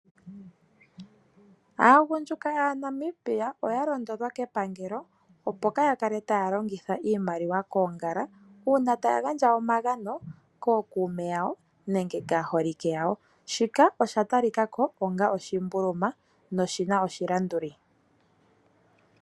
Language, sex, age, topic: Oshiwambo, female, 25-35, finance